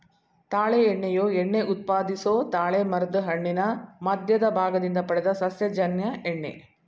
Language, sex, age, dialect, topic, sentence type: Kannada, female, 60-100, Mysore Kannada, agriculture, statement